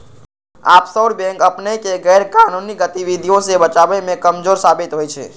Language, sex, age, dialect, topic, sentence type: Magahi, male, 56-60, Western, banking, statement